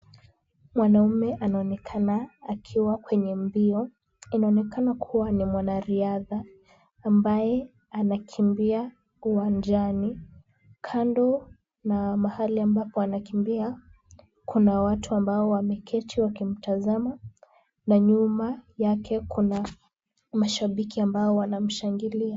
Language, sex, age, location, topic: Swahili, female, 18-24, Kisumu, government